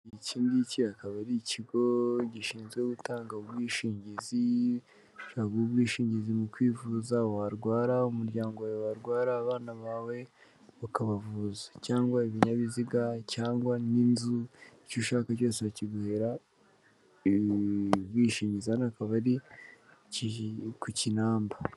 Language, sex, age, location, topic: Kinyarwanda, female, 18-24, Kigali, finance